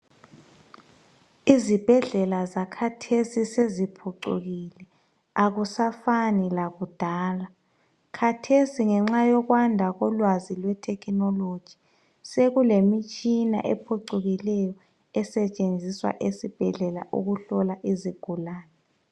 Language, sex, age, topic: North Ndebele, male, 25-35, health